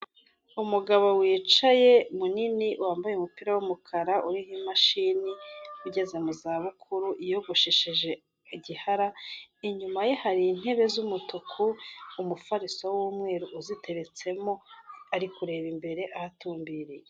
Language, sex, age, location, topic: Kinyarwanda, female, 18-24, Kigali, government